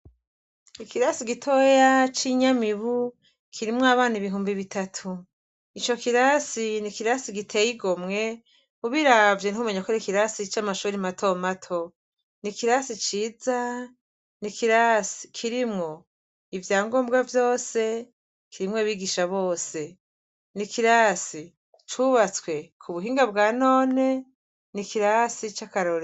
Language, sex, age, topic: Rundi, female, 36-49, education